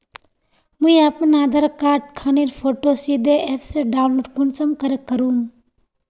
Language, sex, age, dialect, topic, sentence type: Magahi, female, 18-24, Northeastern/Surjapuri, banking, question